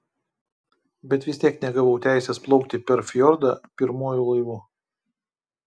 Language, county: Lithuanian, Kaunas